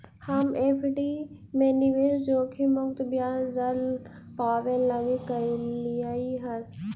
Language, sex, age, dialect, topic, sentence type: Magahi, female, 18-24, Central/Standard, banking, statement